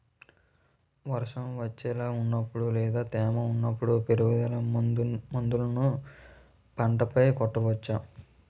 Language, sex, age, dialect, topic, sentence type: Telugu, male, 18-24, Utterandhra, agriculture, question